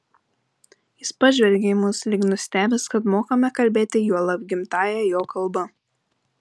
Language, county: Lithuanian, Panevėžys